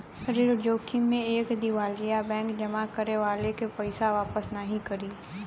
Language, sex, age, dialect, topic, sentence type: Bhojpuri, female, 18-24, Western, banking, statement